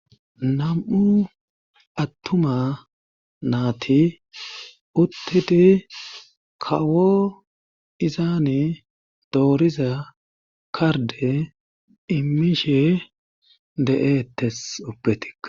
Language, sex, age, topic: Gamo, male, 36-49, government